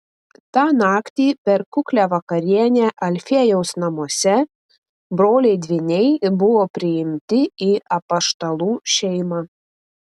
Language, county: Lithuanian, Panevėžys